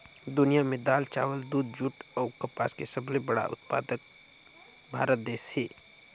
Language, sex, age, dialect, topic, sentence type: Chhattisgarhi, male, 18-24, Northern/Bhandar, agriculture, statement